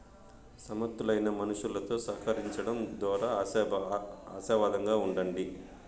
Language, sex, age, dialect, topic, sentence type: Telugu, male, 41-45, Southern, banking, statement